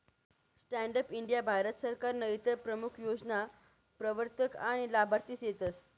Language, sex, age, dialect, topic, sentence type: Marathi, female, 18-24, Northern Konkan, banking, statement